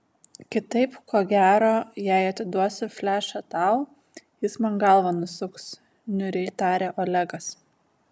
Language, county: Lithuanian, Vilnius